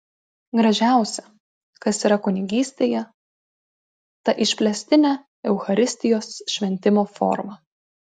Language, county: Lithuanian, Klaipėda